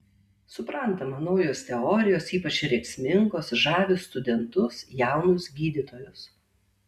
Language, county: Lithuanian, Tauragė